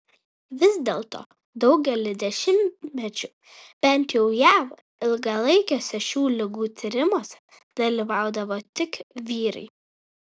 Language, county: Lithuanian, Kaunas